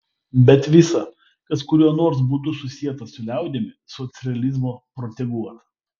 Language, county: Lithuanian, Vilnius